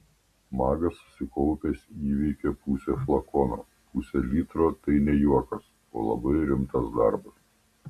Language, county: Lithuanian, Panevėžys